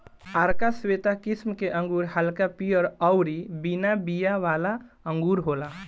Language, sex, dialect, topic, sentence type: Bhojpuri, male, Southern / Standard, agriculture, statement